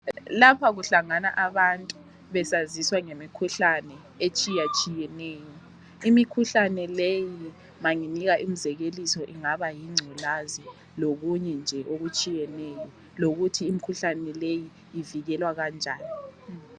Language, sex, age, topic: North Ndebele, female, 25-35, health